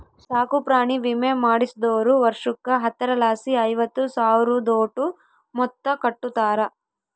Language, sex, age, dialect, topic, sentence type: Kannada, female, 18-24, Central, banking, statement